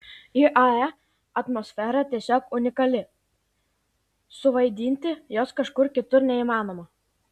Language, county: Lithuanian, Klaipėda